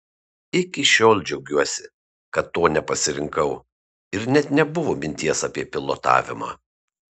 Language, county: Lithuanian, Kaunas